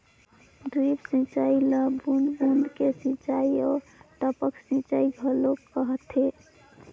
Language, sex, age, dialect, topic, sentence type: Chhattisgarhi, female, 18-24, Northern/Bhandar, agriculture, statement